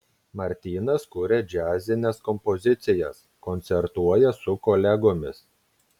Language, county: Lithuanian, Klaipėda